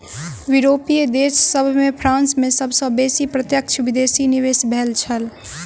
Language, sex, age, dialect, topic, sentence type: Maithili, female, 18-24, Southern/Standard, banking, statement